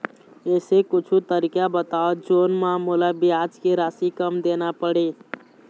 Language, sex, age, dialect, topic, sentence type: Chhattisgarhi, male, 18-24, Eastern, banking, question